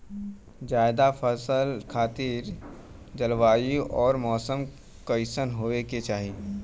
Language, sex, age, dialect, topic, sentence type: Bhojpuri, male, 18-24, Western, agriculture, question